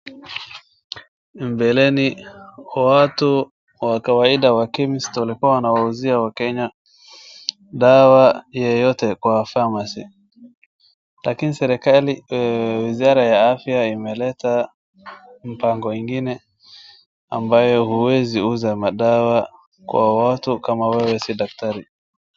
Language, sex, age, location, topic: Swahili, male, 18-24, Wajir, health